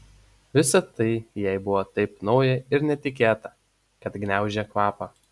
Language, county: Lithuanian, Utena